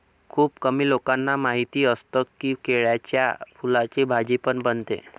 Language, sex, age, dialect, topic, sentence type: Marathi, male, 18-24, Northern Konkan, agriculture, statement